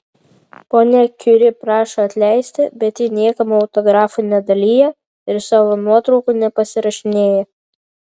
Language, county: Lithuanian, Vilnius